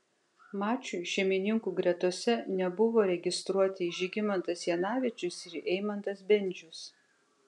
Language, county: Lithuanian, Kaunas